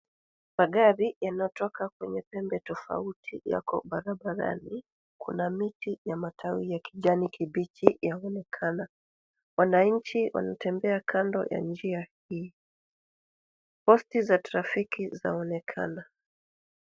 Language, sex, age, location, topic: Swahili, female, 36-49, Nairobi, government